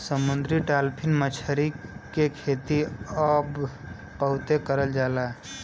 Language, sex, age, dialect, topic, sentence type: Bhojpuri, female, 18-24, Western, agriculture, statement